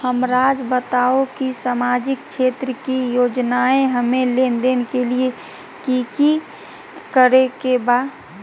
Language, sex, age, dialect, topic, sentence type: Magahi, female, 18-24, Southern, banking, question